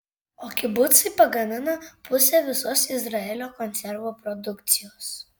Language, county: Lithuanian, Šiauliai